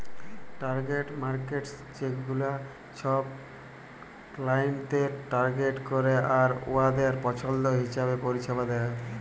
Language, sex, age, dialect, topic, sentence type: Bengali, male, 18-24, Jharkhandi, banking, statement